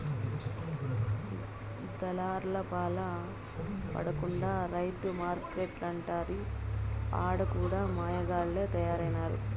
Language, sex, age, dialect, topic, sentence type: Telugu, female, 31-35, Southern, agriculture, statement